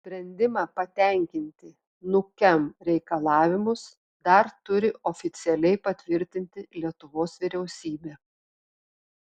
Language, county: Lithuanian, Telšiai